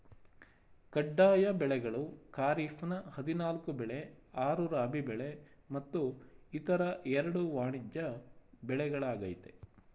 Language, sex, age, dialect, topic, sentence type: Kannada, male, 36-40, Mysore Kannada, agriculture, statement